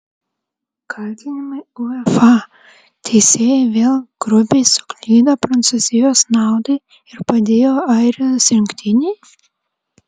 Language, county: Lithuanian, Vilnius